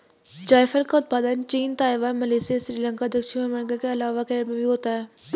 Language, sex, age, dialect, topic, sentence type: Hindi, female, 18-24, Garhwali, agriculture, statement